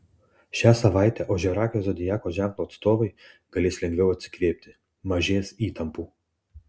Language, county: Lithuanian, Tauragė